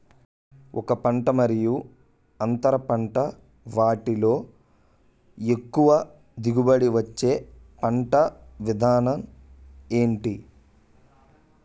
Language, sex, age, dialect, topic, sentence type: Telugu, male, 18-24, Utterandhra, agriculture, question